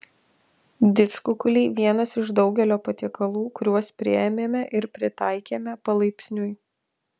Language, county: Lithuanian, Alytus